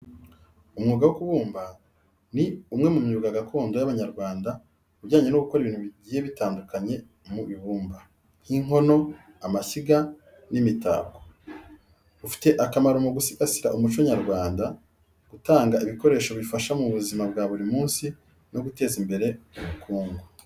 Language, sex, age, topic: Kinyarwanda, male, 36-49, education